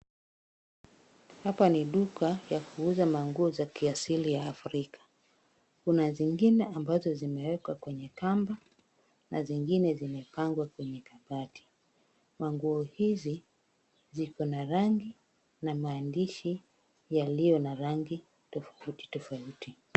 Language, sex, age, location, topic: Swahili, female, 36-49, Kisumu, finance